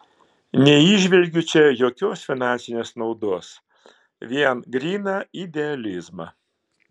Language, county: Lithuanian, Klaipėda